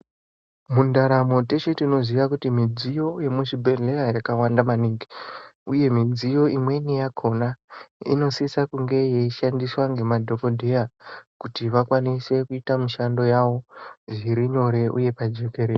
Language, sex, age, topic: Ndau, male, 18-24, health